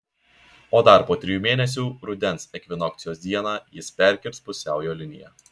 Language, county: Lithuanian, Šiauliai